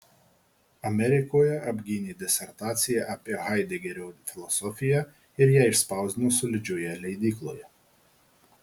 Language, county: Lithuanian, Marijampolė